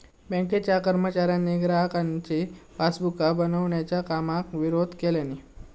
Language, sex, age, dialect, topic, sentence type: Marathi, male, 18-24, Southern Konkan, banking, statement